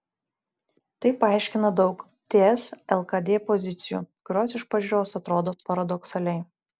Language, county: Lithuanian, Šiauliai